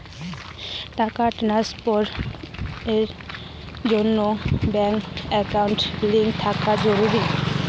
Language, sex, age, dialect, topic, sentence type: Bengali, female, 18-24, Rajbangshi, banking, question